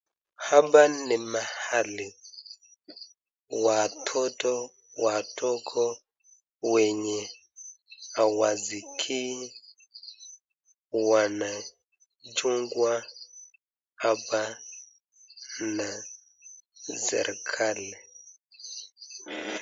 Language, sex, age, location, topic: Swahili, male, 25-35, Nakuru, education